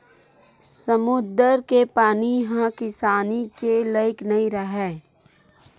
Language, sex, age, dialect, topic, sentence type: Chhattisgarhi, female, 41-45, Western/Budati/Khatahi, agriculture, statement